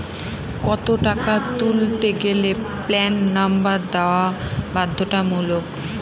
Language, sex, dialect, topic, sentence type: Bengali, female, Northern/Varendri, banking, question